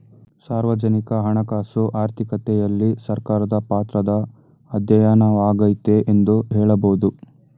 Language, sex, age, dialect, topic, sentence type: Kannada, male, 18-24, Mysore Kannada, banking, statement